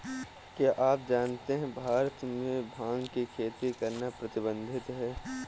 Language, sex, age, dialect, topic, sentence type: Hindi, male, 18-24, Kanauji Braj Bhasha, agriculture, statement